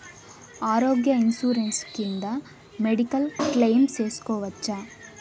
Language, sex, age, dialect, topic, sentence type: Telugu, female, 18-24, Southern, banking, question